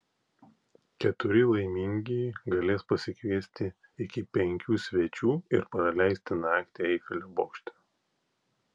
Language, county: Lithuanian, Klaipėda